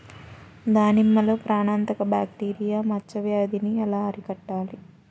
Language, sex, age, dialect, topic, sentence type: Telugu, female, 25-30, Central/Coastal, agriculture, question